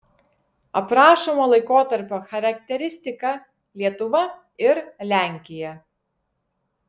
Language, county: Lithuanian, Vilnius